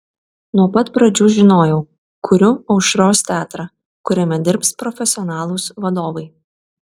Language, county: Lithuanian, Vilnius